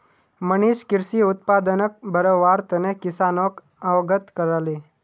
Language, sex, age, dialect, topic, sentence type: Magahi, male, 18-24, Northeastern/Surjapuri, agriculture, statement